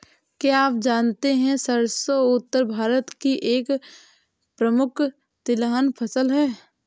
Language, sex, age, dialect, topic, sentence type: Hindi, female, 18-24, Awadhi Bundeli, agriculture, statement